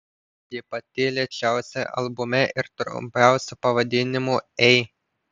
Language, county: Lithuanian, Panevėžys